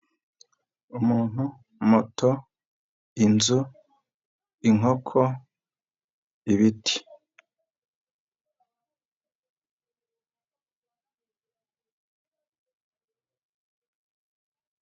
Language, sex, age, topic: Kinyarwanda, female, 50+, finance